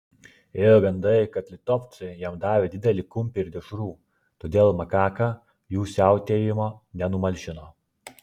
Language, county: Lithuanian, Klaipėda